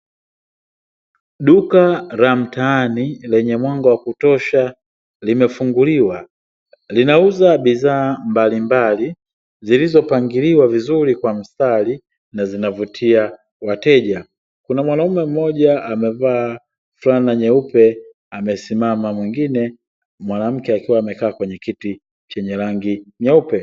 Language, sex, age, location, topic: Swahili, male, 25-35, Dar es Salaam, finance